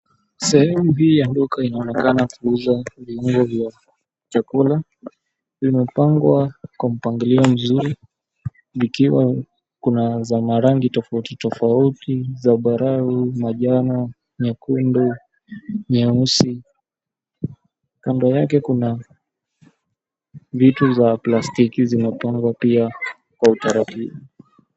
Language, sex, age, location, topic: Swahili, male, 18-24, Mombasa, agriculture